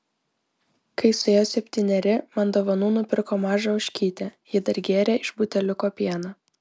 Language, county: Lithuanian, Vilnius